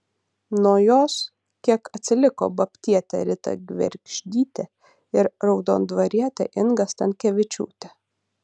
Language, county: Lithuanian, Utena